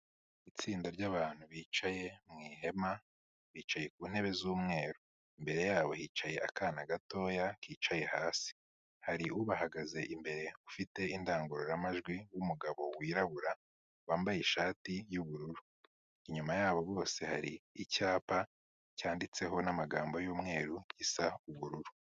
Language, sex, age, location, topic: Kinyarwanda, male, 18-24, Kigali, health